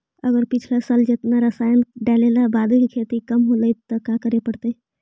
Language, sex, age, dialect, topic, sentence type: Magahi, female, 25-30, Central/Standard, agriculture, question